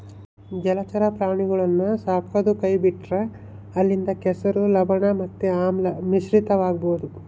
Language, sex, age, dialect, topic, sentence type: Kannada, male, 25-30, Central, agriculture, statement